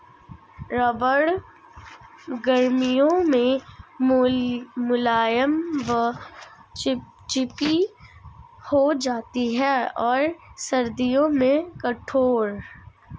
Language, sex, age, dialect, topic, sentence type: Hindi, female, 51-55, Marwari Dhudhari, agriculture, statement